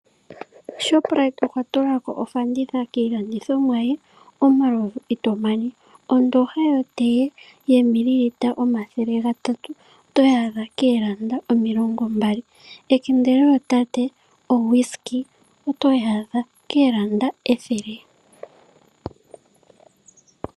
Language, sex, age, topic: Oshiwambo, female, 18-24, finance